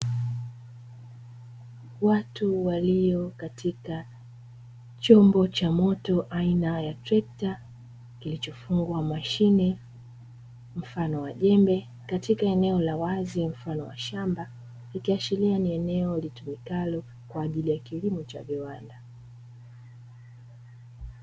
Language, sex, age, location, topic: Swahili, female, 25-35, Dar es Salaam, agriculture